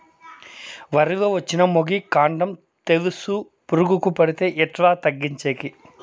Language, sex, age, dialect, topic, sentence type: Telugu, male, 31-35, Southern, agriculture, question